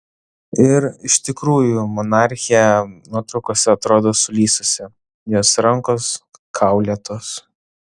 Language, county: Lithuanian, Vilnius